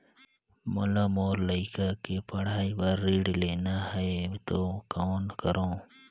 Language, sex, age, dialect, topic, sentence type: Chhattisgarhi, male, 18-24, Northern/Bhandar, banking, question